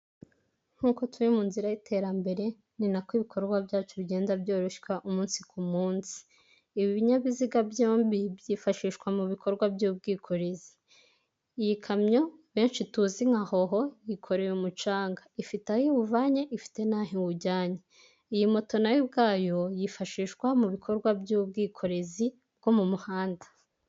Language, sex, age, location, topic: Kinyarwanda, female, 18-24, Huye, government